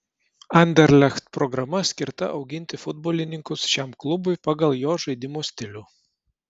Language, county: Lithuanian, Kaunas